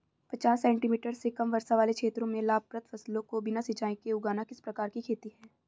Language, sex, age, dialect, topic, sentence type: Hindi, female, 18-24, Hindustani Malvi Khadi Boli, agriculture, question